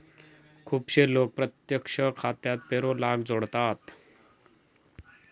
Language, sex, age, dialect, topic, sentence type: Marathi, male, 36-40, Southern Konkan, banking, statement